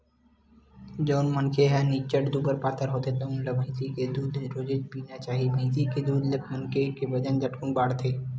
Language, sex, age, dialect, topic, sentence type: Chhattisgarhi, male, 18-24, Western/Budati/Khatahi, agriculture, statement